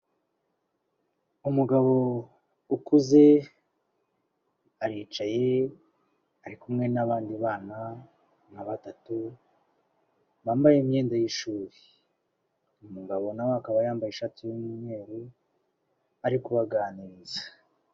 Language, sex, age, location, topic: Kinyarwanda, male, 36-49, Kigali, health